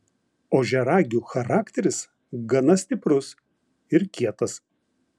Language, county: Lithuanian, Vilnius